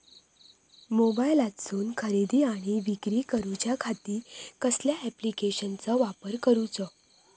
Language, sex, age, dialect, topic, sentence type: Marathi, female, 25-30, Southern Konkan, agriculture, question